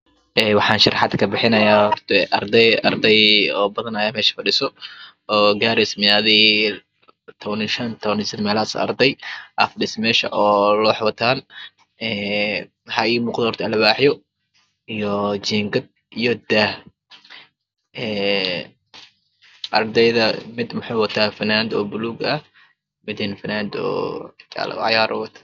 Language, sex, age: Somali, male, 25-35